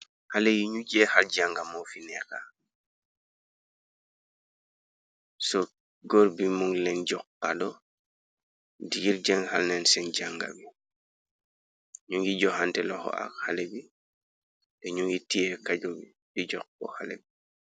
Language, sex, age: Wolof, male, 36-49